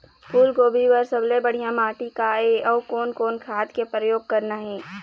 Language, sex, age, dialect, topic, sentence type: Chhattisgarhi, female, 18-24, Eastern, agriculture, question